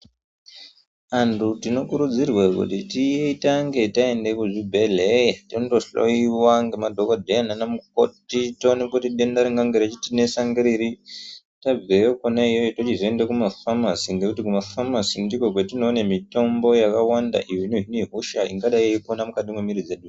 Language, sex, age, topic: Ndau, male, 18-24, health